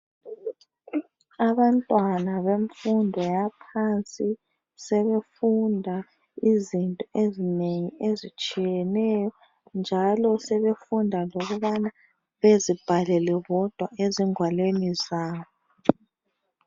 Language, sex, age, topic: North Ndebele, female, 25-35, education